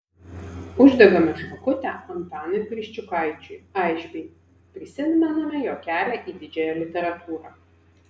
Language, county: Lithuanian, Vilnius